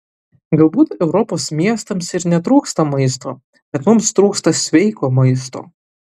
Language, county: Lithuanian, Utena